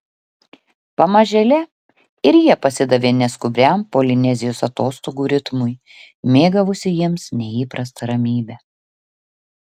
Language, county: Lithuanian, Klaipėda